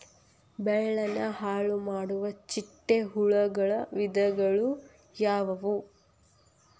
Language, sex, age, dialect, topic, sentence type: Kannada, female, 18-24, Dharwad Kannada, agriculture, question